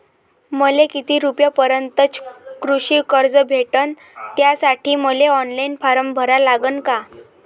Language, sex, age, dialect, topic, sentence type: Marathi, female, 18-24, Varhadi, banking, question